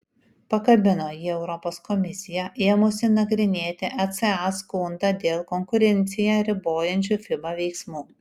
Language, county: Lithuanian, Kaunas